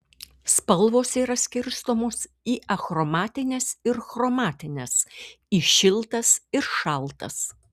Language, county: Lithuanian, Kaunas